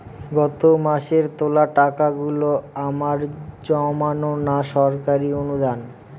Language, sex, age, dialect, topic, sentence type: Bengali, male, 18-24, Northern/Varendri, banking, question